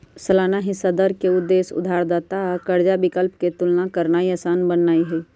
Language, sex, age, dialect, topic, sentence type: Magahi, female, 46-50, Western, banking, statement